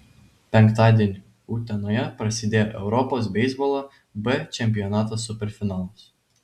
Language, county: Lithuanian, Vilnius